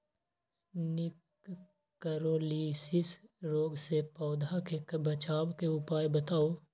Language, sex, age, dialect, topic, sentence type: Magahi, male, 18-24, Western, agriculture, question